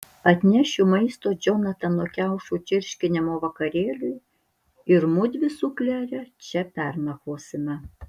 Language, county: Lithuanian, Alytus